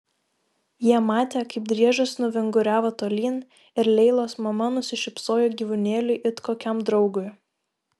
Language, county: Lithuanian, Šiauliai